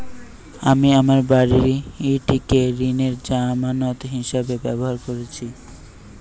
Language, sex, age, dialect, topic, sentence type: Bengali, male, 18-24, Western, banking, statement